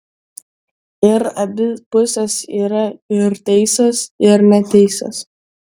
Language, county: Lithuanian, Vilnius